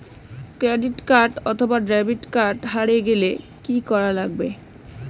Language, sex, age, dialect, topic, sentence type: Bengali, female, 18-24, Rajbangshi, banking, question